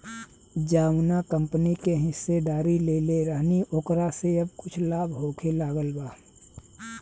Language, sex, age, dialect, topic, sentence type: Bhojpuri, male, 36-40, Southern / Standard, banking, statement